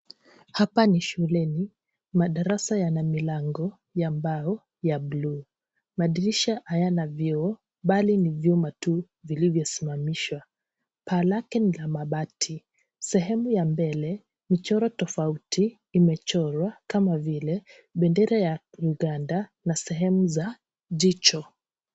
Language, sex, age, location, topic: Swahili, female, 25-35, Kisii, education